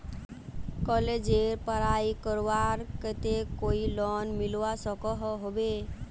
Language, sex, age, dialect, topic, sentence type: Magahi, female, 18-24, Northeastern/Surjapuri, banking, question